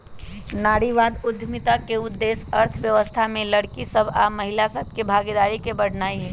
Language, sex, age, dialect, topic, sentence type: Magahi, male, 18-24, Western, banking, statement